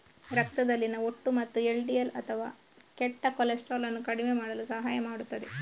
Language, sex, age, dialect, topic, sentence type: Kannada, female, 31-35, Coastal/Dakshin, agriculture, statement